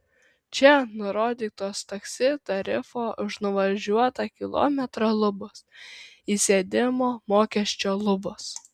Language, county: Lithuanian, Kaunas